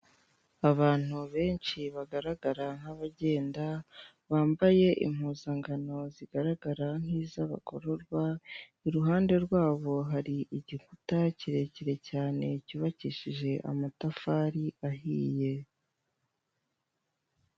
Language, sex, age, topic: Kinyarwanda, female, 18-24, government